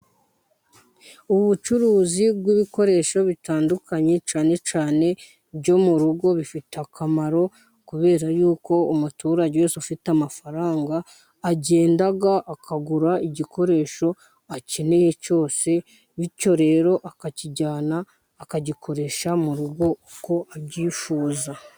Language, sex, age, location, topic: Kinyarwanda, female, 50+, Musanze, finance